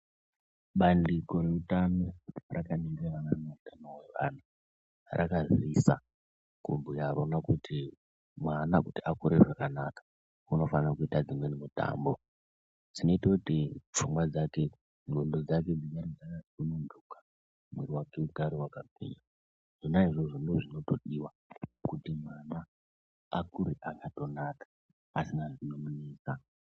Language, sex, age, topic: Ndau, male, 36-49, health